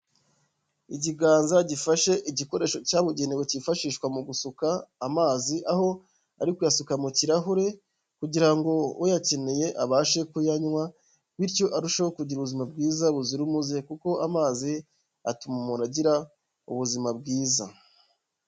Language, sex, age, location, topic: Kinyarwanda, male, 25-35, Huye, health